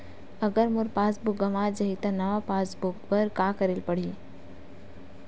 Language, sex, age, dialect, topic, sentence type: Chhattisgarhi, female, 56-60, Western/Budati/Khatahi, banking, question